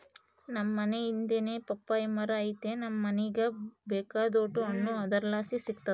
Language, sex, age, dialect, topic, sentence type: Kannada, female, 18-24, Central, agriculture, statement